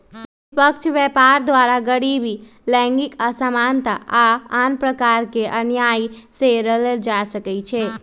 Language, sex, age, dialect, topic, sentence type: Magahi, female, 31-35, Western, banking, statement